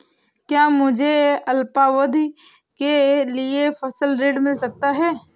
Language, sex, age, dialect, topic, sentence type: Hindi, female, 18-24, Awadhi Bundeli, banking, question